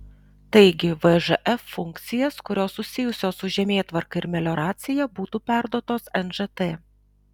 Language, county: Lithuanian, Alytus